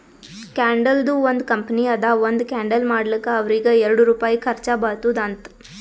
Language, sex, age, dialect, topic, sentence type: Kannada, female, 18-24, Northeastern, banking, statement